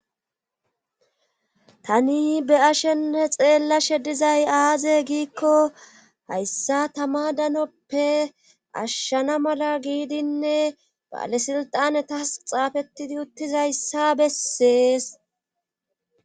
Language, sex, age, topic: Gamo, female, 36-49, government